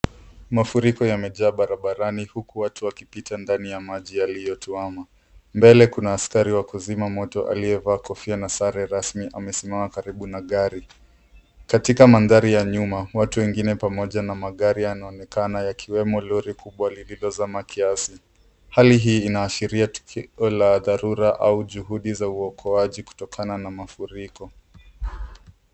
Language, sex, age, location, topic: Swahili, male, 18-24, Nairobi, health